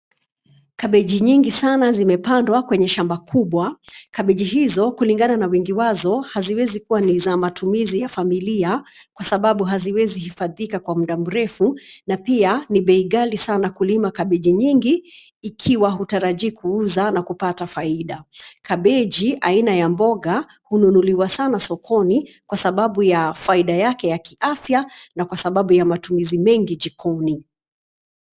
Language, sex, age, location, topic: Swahili, female, 36-49, Nairobi, agriculture